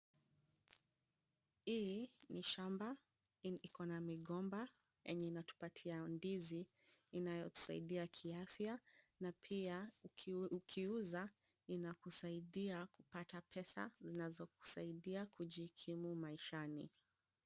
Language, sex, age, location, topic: Swahili, female, 25-35, Kisumu, agriculture